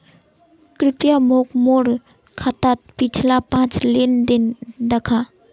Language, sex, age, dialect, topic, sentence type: Magahi, male, 18-24, Northeastern/Surjapuri, banking, statement